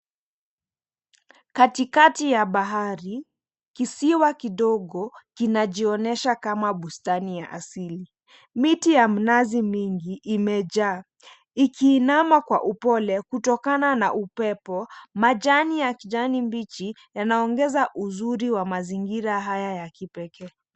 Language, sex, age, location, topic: Swahili, female, 25-35, Mombasa, government